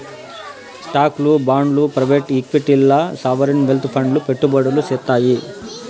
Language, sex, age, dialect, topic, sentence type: Telugu, female, 31-35, Southern, banking, statement